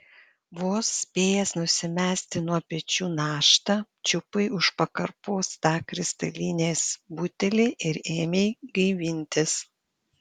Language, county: Lithuanian, Panevėžys